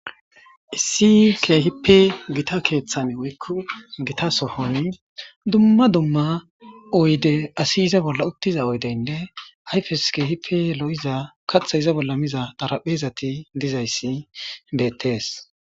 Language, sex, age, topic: Gamo, male, 25-35, government